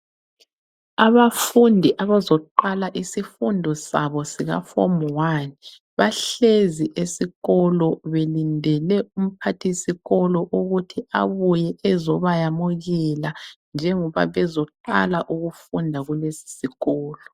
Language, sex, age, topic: North Ndebele, female, 25-35, education